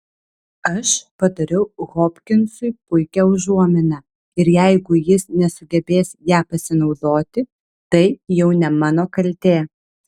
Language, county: Lithuanian, Vilnius